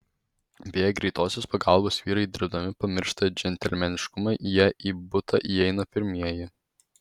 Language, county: Lithuanian, Vilnius